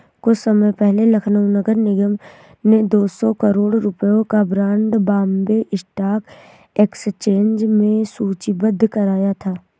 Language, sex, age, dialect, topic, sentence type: Hindi, female, 18-24, Awadhi Bundeli, banking, statement